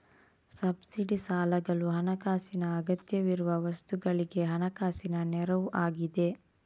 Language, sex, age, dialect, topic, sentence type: Kannada, female, 18-24, Coastal/Dakshin, banking, statement